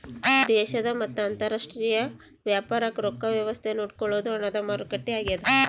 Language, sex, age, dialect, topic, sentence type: Kannada, female, 18-24, Central, banking, statement